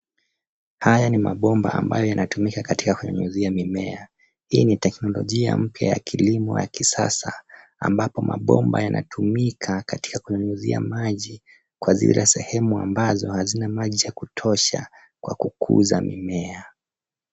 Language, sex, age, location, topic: Swahili, male, 25-35, Nairobi, agriculture